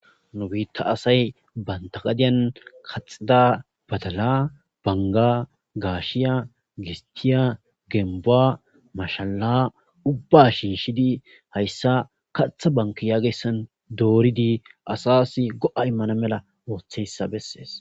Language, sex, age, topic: Gamo, male, 25-35, agriculture